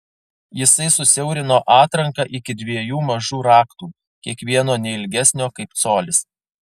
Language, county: Lithuanian, Alytus